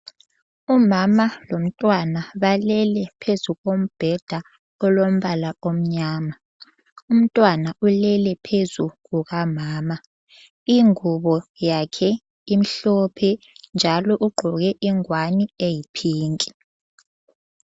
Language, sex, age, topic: North Ndebele, female, 18-24, health